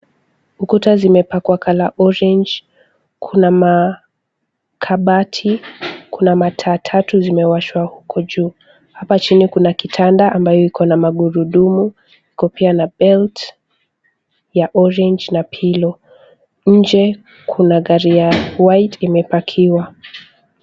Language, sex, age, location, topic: Swahili, female, 18-24, Kisumu, health